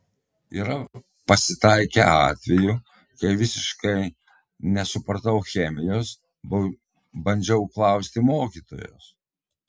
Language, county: Lithuanian, Telšiai